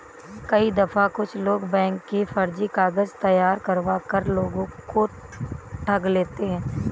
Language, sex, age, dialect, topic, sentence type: Hindi, female, 18-24, Awadhi Bundeli, banking, statement